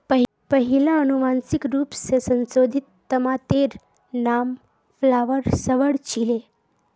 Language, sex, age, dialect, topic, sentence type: Magahi, female, 18-24, Northeastern/Surjapuri, agriculture, statement